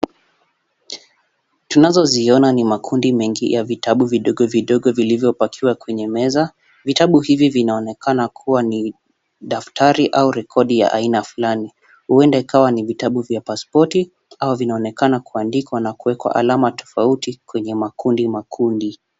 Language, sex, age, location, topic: Swahili, male, 18-24, Kisumu, government